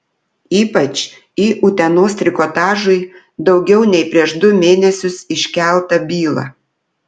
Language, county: Lithuanian, Telšiai